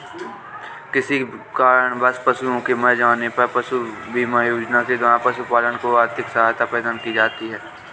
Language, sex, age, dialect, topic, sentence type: Hindi, male, 18-24, Awadhi Bundeli, agriculture, statement